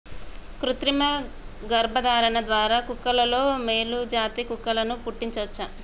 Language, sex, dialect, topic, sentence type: Telugu, male, Telangana, agriculture, statement